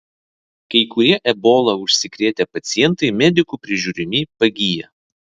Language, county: Lithuanian, Vilnius